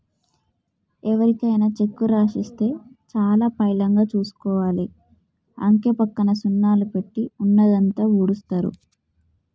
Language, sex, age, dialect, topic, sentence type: Telugu, female, 18-24, Telangana, banking, statement